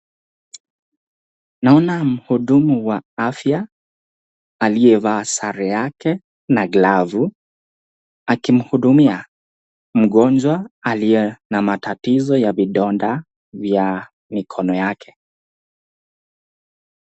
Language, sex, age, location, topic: Swahili, male, 18-24, Nakuru, health